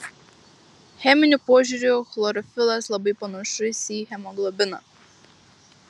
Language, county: Lithuanian, Marijampolė